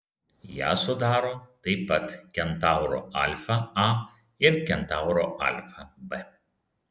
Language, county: Lithuanian, Vilnius